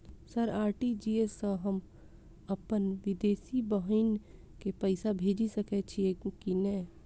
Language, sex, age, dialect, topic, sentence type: Maithili, female, 25-30, Southern/Standard, banking, question